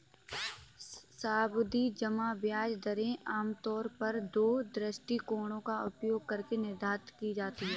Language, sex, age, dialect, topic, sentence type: Hindi, female, 18-24, Kanauji Braj Bhasha, banking, statement